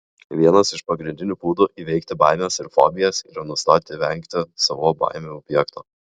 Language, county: Lithuanian, Klaipėda